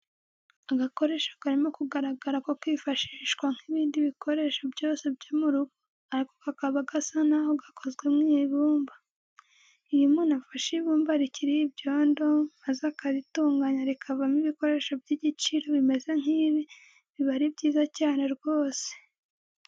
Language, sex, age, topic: Kinyarwanda, female, 18-24, education